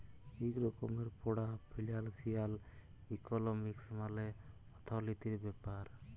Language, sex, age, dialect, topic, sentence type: Bengali, male, 25-30, Jharkhandi, banking, statement